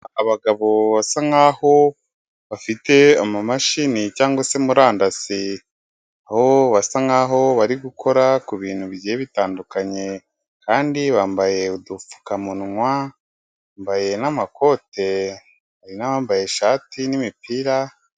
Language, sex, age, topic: Kinyarwanda, male, 25-35, government